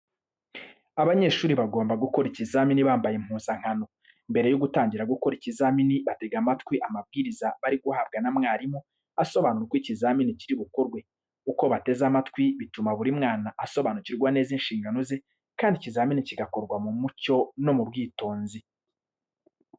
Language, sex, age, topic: Kinyarwanda, male, 25-35, education